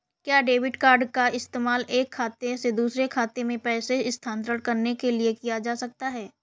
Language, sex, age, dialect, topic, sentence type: Hindi, female, 18-24, Awadhi Bundeli, banking, question